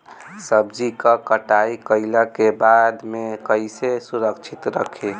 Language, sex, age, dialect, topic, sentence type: Bhojpuri, male, <18, Northern, agriculture, question